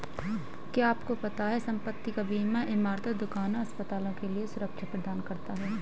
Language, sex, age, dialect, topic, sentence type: Hindi, female, 25-30, Hindustani Malvi Khadi Boli, banking, statement